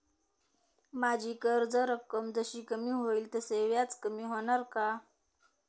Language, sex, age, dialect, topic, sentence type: Marathi, female, 18-24, Standard Marathi, banking, question